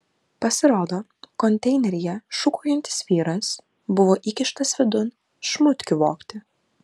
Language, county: Lithuanian, Vilnius